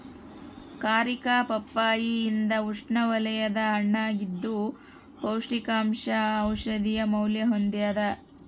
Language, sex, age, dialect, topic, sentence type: Kannada, female, 31-35, Central, agriculture, statement